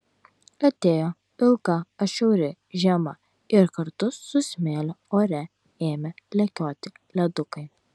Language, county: Lithuanian, Vilnius